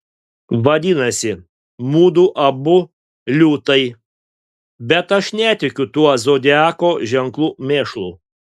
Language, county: Lithuanian, Panevėžys